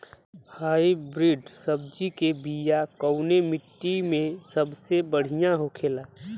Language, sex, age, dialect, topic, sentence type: Bhojpuri, male, 25-30, Western, agriculture, question